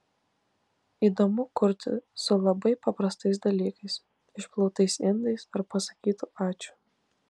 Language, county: Lithuanian, Klaipėda